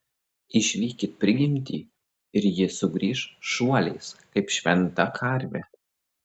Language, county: Lithuanian, Klaipėda